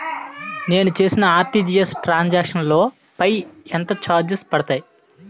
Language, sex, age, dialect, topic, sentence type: Telugu, male, 18-24, Utterandhra, banking, question